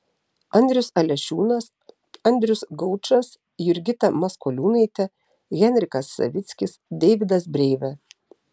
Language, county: Lithuanian, Telšiai